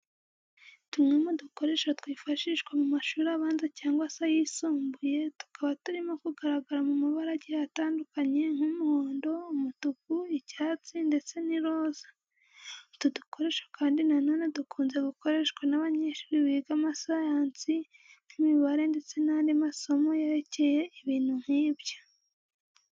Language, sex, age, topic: Kinyarwanda, female, 18-24, education